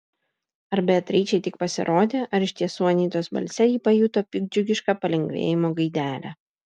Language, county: Lithuanian, Vilnius